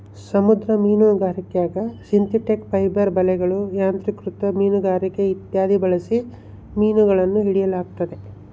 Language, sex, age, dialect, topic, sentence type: Kannada, male, 25-30, Central, agriculture, statement